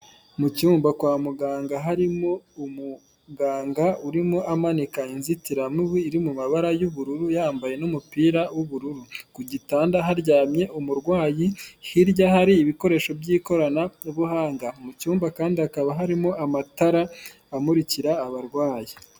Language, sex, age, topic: Kinyarwanda, female, 18-24, health